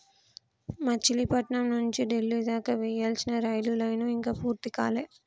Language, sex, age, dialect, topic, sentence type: Telugu, female, 25-30, Telangana, banking, statement